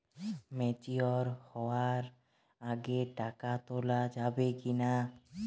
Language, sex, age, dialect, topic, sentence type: Bengali, male, 18-24, Western, banking, question